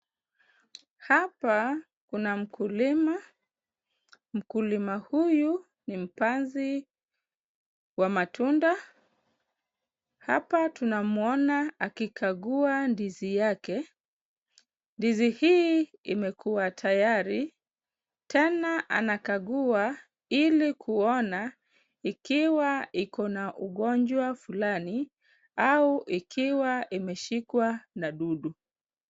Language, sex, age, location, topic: Swahili, female, 25-35, Kisumu, agriculture